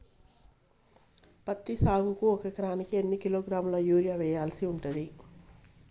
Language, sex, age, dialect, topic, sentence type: Telugu, female, 46-50, Telangana, agriculture, question